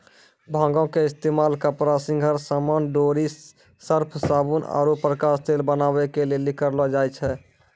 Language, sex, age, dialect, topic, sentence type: Maithili, male, 46-50, Angika, agriculture, statement